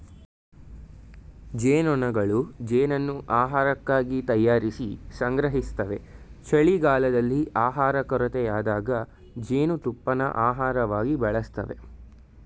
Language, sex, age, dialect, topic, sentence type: Kannada, male, 18-24, Mysore Kannada, agriculture, statement